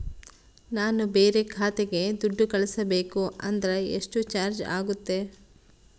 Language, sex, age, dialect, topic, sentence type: Kannada, female, 36-40, Central, banking, question